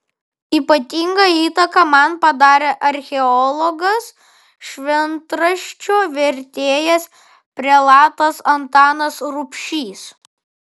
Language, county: Lithuanian, Vilnius